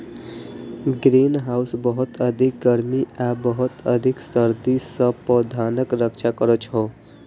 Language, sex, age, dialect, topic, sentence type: Maithili, male, 25-30, Eastern / Thethi, agriculture, statement